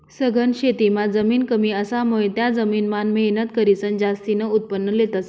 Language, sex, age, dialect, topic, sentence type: Marathi, male, 18-24, Northern Konkan, agriculture, statement